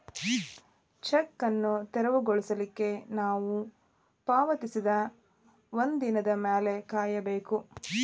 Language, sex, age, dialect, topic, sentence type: Kannada, female, 31-35, Dharwad Kannada, banking, statement